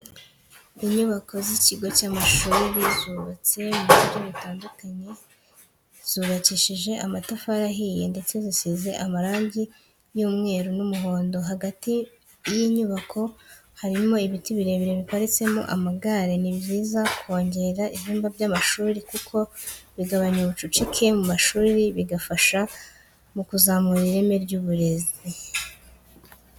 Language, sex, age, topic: Kinyarwanda, male, 18-24, education